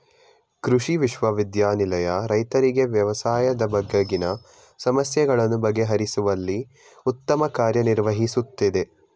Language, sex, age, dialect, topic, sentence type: Kannada, male, 18-24, Mysore Kannada, agriculture, statement